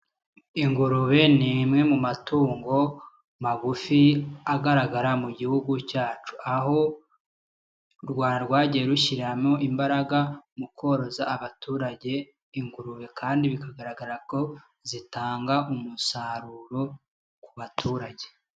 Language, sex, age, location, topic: Kinyarwanda, male, 25-35, Kigali, agriculture